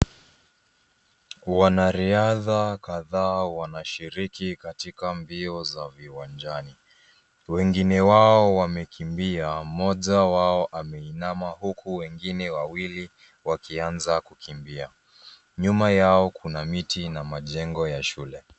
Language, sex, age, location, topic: Swahili, female, 18-24, Nairobi, education